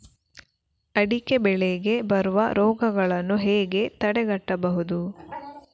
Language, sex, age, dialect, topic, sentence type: Kannada, female, 18-24, Coastal/Dakshin, agriculture, question